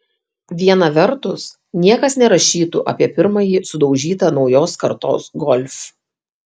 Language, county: Lithuanian, Kaunas